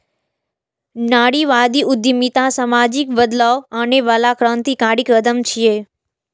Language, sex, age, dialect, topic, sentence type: Maithili, female, 18-24, Eastern / Thethi, banking, statement